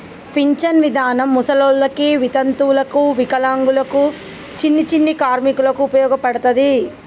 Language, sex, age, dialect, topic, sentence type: Telugu, male, 18-24, Telangana, banking, statement